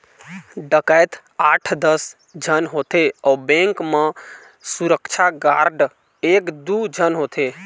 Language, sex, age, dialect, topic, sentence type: Chhattisgarhi, male, 18-24, Eastern, banking, statement